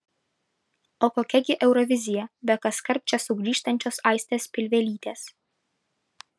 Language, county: Lithuanian, Vilnius